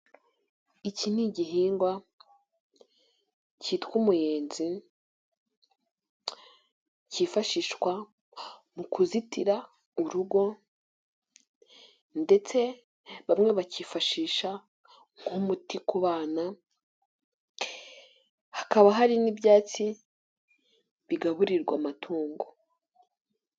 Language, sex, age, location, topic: Kinyarwanda, female, 18-24, Nyagatare, agriculture